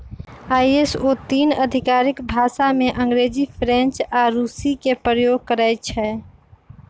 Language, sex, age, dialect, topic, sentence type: Magahi, female, 25-30, Western, banking, statement